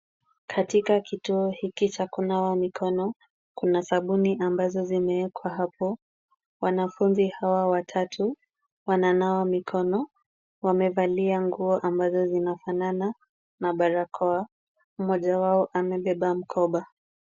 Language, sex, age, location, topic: Swahili, female, 25-35, Kisumu, health